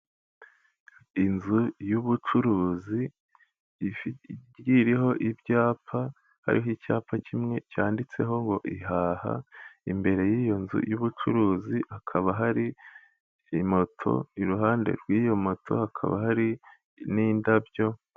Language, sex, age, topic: Kinyarwanda, male, 18-24, finance